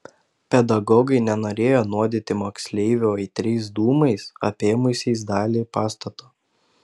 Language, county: Lithuanian, Panevėžys